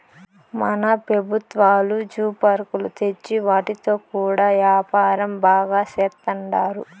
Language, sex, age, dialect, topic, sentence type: Telugu, female, 18-24, Southern, agriculture, statement